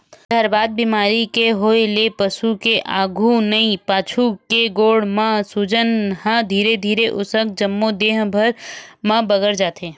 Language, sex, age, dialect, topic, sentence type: Chhattisgarhi, female, 36-40, Western/Budati/Khatahi, agriculture, statement